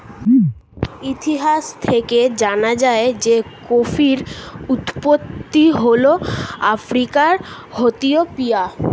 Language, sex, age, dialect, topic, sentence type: Bengali, male, 36-40, Standard Colloquial, agriculture, statement